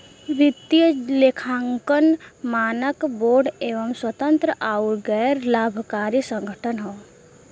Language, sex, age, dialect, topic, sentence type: Bhojpuri, female, 18-24, Western, banking, statement